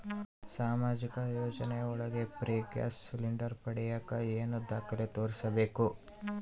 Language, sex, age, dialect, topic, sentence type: Kannada, male, 18-24, Central, banking, question